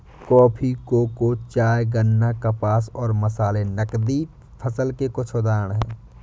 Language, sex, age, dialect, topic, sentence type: Hindi, male, 18-24, Awadhi Bundeli, agriculture, statement